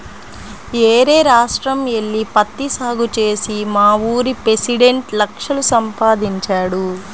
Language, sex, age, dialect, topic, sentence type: Telugu, female, 25-30, Central/Coastal, agriculture, statement